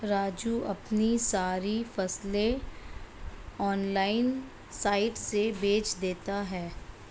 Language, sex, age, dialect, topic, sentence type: Hindi, male, 56-60, Marwari Dhudhari, agriculture, statement